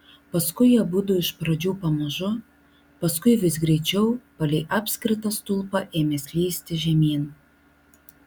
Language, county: Lithuanian, Vilnius